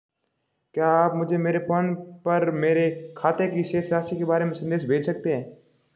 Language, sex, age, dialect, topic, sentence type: Hindi, male, 36-40, Marwari Dhudhari, banking, question